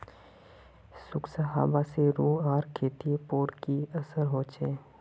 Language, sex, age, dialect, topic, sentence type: Magahi, male, 31-35, Northeastern/Surjapuri, agriculture, question